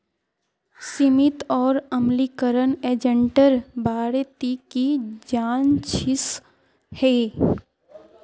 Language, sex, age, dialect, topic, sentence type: Magahi, female, 18-24, Northeastern/Surjapuri, agriculture, statement